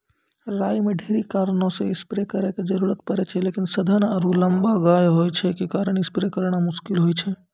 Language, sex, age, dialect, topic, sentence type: Maithili, male, 25-30, Angika, agriculture, question